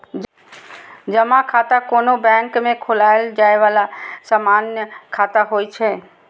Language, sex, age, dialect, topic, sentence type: Maithili, female, 60-100, Eastern / Thethi, banking, statement